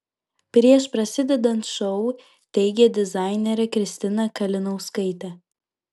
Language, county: Lithuanian, Vilnius